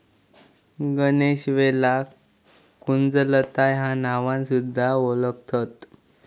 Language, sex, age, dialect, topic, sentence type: Marathi, male, 18-24, Southern Konkan, agriculture, statement